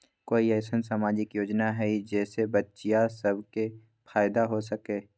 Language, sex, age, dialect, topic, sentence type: Magahi, male, 18-24, Western, banking, statement